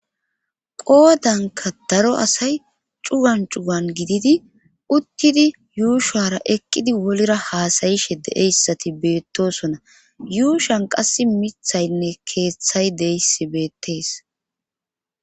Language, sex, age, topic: Gamo, female, 36-49, government